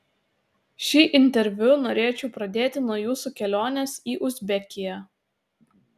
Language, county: Lithuanian, Utena